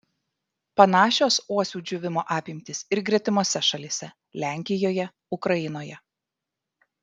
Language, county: Lithuanian, Vilnius